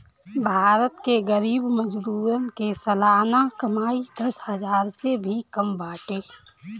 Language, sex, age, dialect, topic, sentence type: Bhojpuri, female, 31-35, Northern, banking, statement